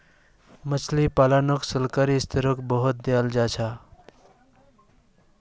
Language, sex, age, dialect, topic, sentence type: Magahi, male, 31-35, Northeastern/Surjapuri, agriculture, statement